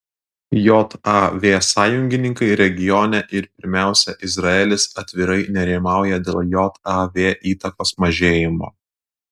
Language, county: Lithuanian, Klaipėda